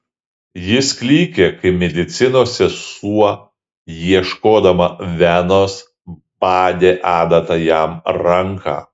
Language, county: Lithuanian, Šiauliai